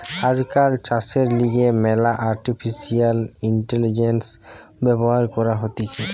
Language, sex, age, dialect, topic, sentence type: Bengali, male, 18-24, Western, agriculture, statement